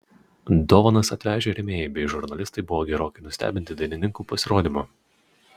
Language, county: Lithuanian, Utena